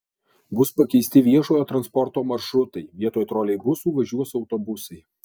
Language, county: Lithuanian, Alytus